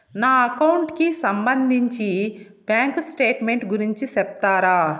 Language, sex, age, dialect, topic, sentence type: Telugu, female, 36-40, Southern, banking, question